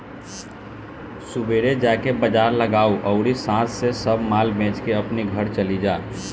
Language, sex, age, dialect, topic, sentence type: Bhojpuri, male, 18-24, Northern, banking, statement